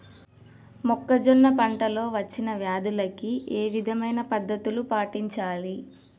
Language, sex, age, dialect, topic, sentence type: Telugu, female, 36-40, Telangana, agriculture, question